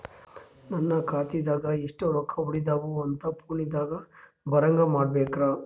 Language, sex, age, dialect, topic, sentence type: Kannada, male, 31-35, Northeastern, banking, question